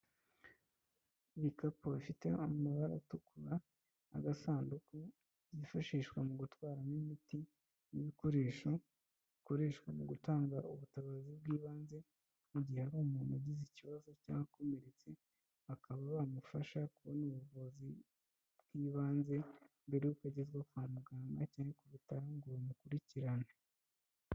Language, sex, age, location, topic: Kinyarwanda, male, 25-35, Kigali, health